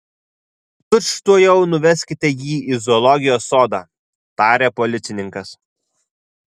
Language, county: Lithuanian, Vilnius